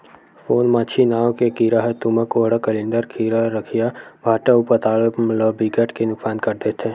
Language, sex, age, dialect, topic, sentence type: Chhattisgarhi, male, 51-55, Western/Budati/Khatahi, agriculture, statement